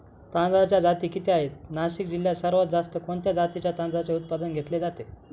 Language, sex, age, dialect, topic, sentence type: Marathi, male, 25-30, Northern Konkan, agriculture, question